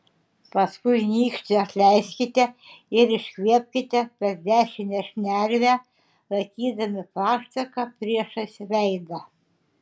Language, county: Lithuanian, Šiauliai